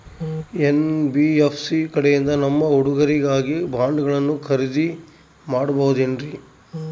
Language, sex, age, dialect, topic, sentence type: Kannada, male, 31-35, Central, banking, question